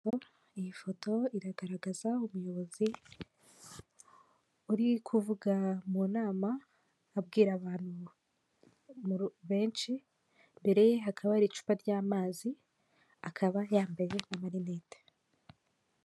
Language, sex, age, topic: Kinyarwanda, female, 18-24, government